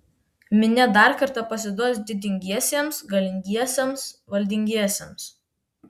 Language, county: Lithuanian, Vilnius